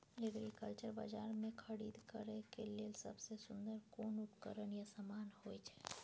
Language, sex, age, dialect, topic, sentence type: Maithili, female, 51-55, Bajjika, agriculture, question